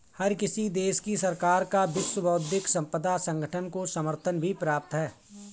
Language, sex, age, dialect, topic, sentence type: Hindi, male, 41-45, Awadhi Bundeli, banking, statement